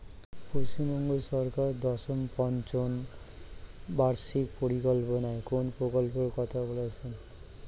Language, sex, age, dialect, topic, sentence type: Bengali, male, 36-40, Standard Colloquial, agriculture, question